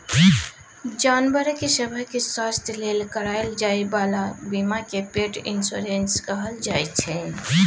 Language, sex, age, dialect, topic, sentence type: Maithili, female, 25-30, Bajjika, banking, statement